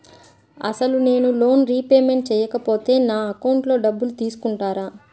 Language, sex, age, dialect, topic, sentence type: Telugu, female, 31-35, Central/Coastal, banking, question